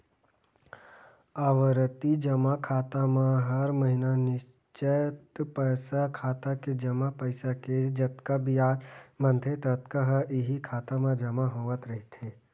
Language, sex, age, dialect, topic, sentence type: Chhattisgarhi, male, 18-24, Western/Budati/Khatahi, banking, statement